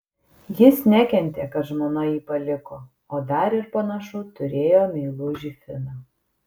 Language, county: Lithuanian, Kaunas